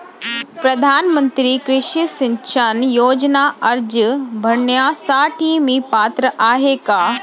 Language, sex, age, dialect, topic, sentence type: Marathi, female, 25-30, Standard Marathi, agriculture, question